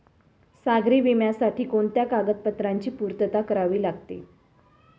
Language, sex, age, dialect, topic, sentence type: Marathi, female, 36-40, Standard Marathi, banking, question